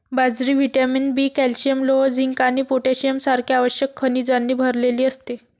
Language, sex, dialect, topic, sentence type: Marathi, female, Varhadi, agriculture, statement